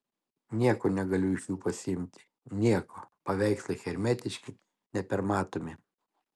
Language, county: Lithuanian, Šiauliai